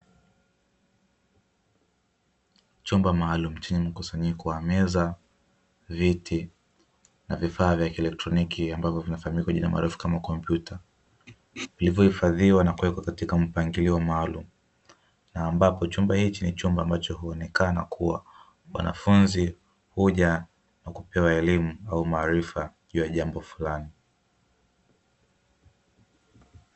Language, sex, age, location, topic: Swahili, male, 18-24, Dar es Salaam, education